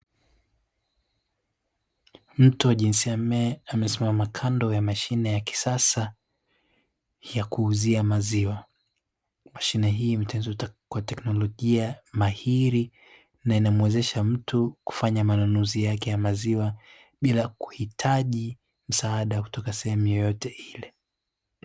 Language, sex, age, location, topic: Swahili, male, 18-24, Dar es Salaam, finance